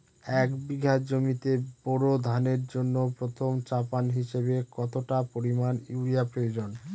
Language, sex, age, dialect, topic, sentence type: Bengali, male, 25-30, Northern/Varendri, agriculture, question